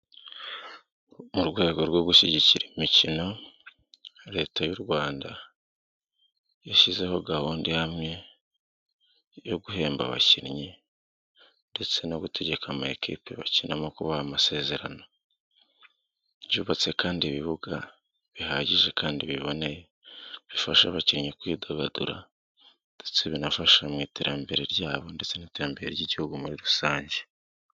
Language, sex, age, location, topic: Kinyarwanda, male, 36-49, Nyagatare, government